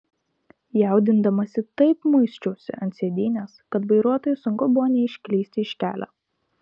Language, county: Lithuanian, Kaunas